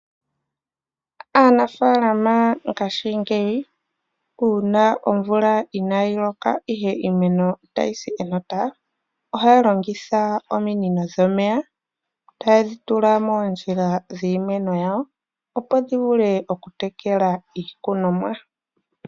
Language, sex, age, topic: Oshiwambo, male, 18-24, agriculture